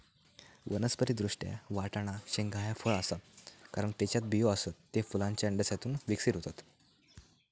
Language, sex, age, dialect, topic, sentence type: Marathi, male, 18-24, Southern Konkan, agriculture, statement